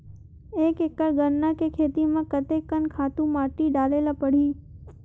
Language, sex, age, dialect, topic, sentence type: Chhattisgarhi, female, 25-30, Western/Budati/Khatahi, agriculture, question